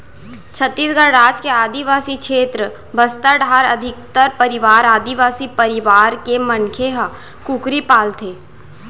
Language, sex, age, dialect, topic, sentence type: Chhattisgarhi, female, 18-24, Central, agriculture, statement